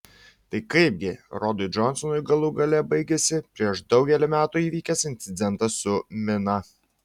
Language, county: Lithuanian, Šiauliai